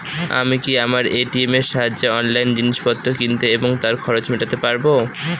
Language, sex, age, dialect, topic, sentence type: Bengali, male, 18-24, Northern/Varendri, banking, question